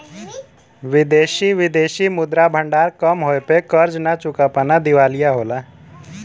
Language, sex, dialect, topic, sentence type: Bhojpuri, male, Western, banking, statement